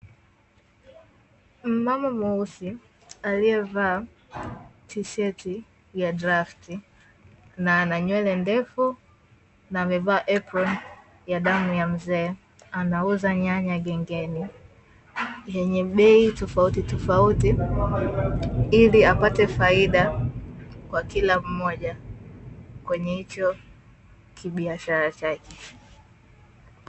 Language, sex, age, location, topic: Swahili, female, 18-24, Dar es Salaam, finance